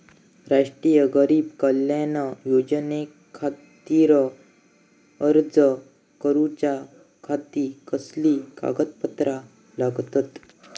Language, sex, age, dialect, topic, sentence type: Marathi, male, 18-24, Southern Konkan, banking, question